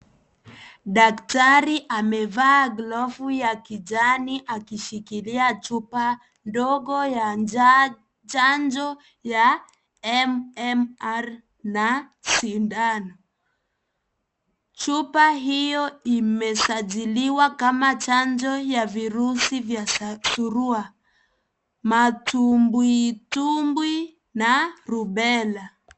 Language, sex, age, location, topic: Swahili, female, 18-24, Kisii, health